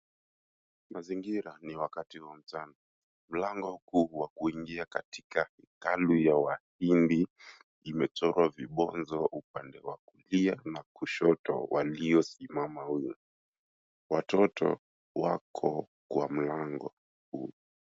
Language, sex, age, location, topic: Swahili, male, 18-24, Mombasa, government